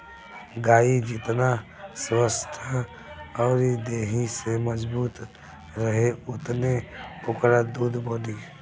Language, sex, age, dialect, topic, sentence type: Bhojpuri, male, <18, Northern, agriculture, statement